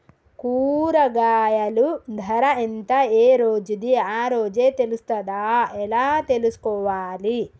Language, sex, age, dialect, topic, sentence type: Telugu, female, 18-24, Telangana, agriculture, question